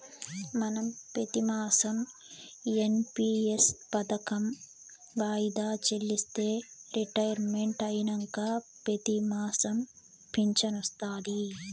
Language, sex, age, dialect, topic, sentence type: Telugu, female, 18-24, Southern, banking, statement